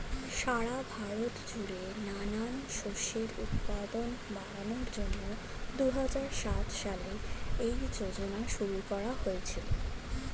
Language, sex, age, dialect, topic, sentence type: Bengali, female, 18-24, Standard Colloquial, agriculture, statement